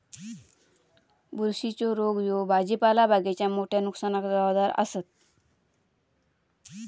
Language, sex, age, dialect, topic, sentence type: Marathi, female, 25-30, Southern Konkan, agriculture, statement